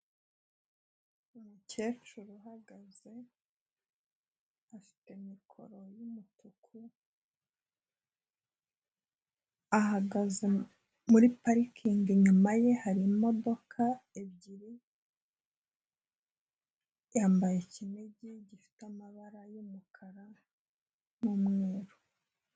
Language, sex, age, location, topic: Kinyarwanda, female, 25-35, Kigali, health